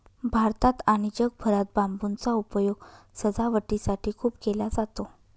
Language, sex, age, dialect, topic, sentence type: Marathi, female, 31-35, Northern Konkan, agriculture, statement